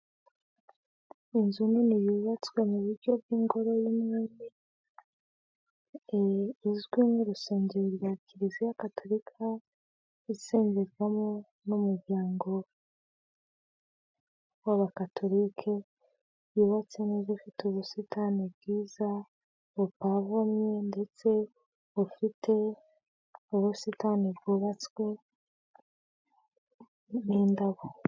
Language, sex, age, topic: Kinyarwanda, female, 25-35, finance